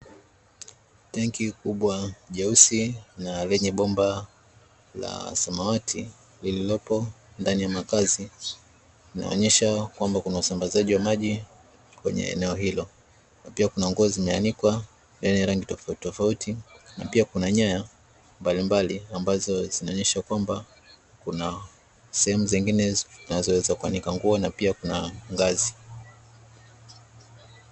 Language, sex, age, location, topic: Swahili, male, 25-35, Dar es Salaam, government